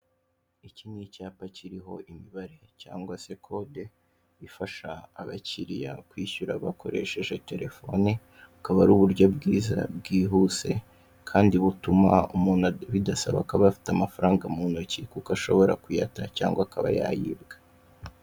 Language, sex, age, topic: Kinyarwanda, male, 18-24, finance